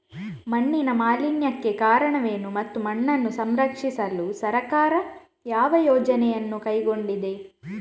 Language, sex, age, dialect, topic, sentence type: Kannada, female, 18-24, Coastal/Dakshin, agriculture, question